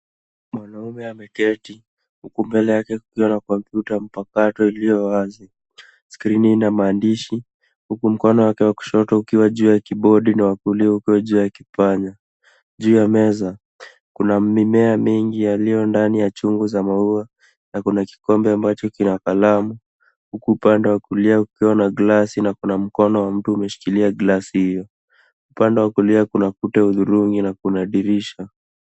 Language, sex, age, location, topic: Swahili, male, 18-24, Nairobi, education